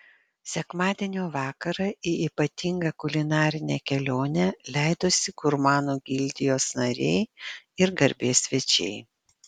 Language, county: Lithuanian, Panevėžys